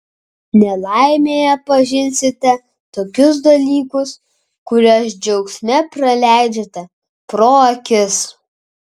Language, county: Lithuanian, Kaunas